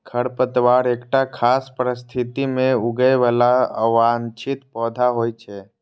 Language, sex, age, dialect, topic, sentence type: Maithili, male, 25-30, Eastern / Thethi, agriculture, statement